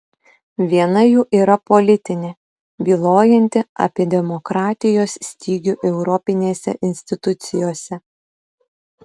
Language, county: Lithuanian, Utena